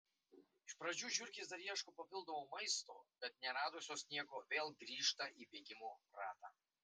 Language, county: Lithuanian, Marijampolė